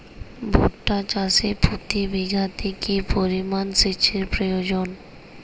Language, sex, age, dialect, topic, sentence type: Bengali, female, 18-24, Jharkhandi, agriculture, question